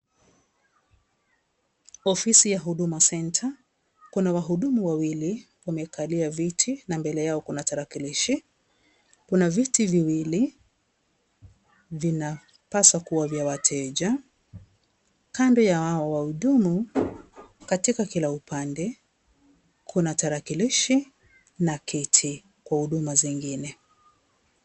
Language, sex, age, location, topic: Swahili, female, 36-49, Kisii, government